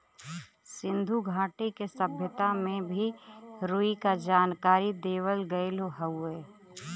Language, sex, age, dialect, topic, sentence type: Bhojpuri, female, 31-35, Western, agriculture, statement